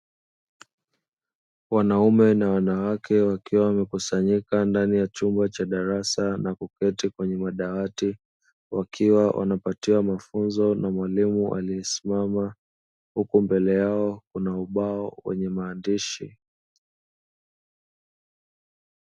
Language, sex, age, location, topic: Swahili, male, 25-35, Dar es Salaam, education